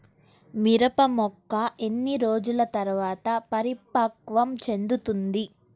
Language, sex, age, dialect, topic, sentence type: Telugu, female, 18-24, Central/Coastal, agriculture, question